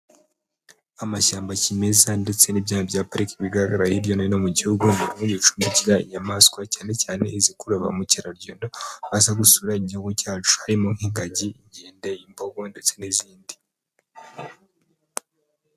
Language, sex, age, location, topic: Kinyarwanda, male, 25-35, Huye, agriculture